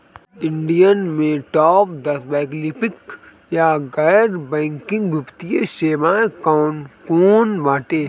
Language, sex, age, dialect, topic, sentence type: Bhojpuri, male, 18-24, Northern, banking, question